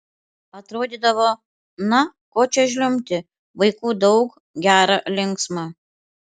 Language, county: Lithuanian, Panevėžys